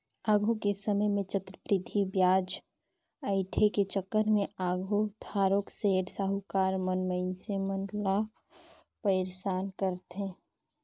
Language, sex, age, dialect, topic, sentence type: Chhattisgarhi, female, 18-24, Northern/Bhandar, banking, statement